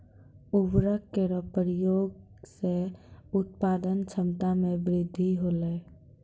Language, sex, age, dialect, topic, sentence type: Maithili, female, 18-24, Angika, agriculture, statement